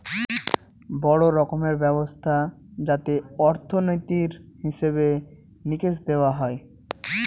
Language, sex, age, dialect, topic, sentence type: Bengali, male, 18-24, Northern/Varendri, banking, statement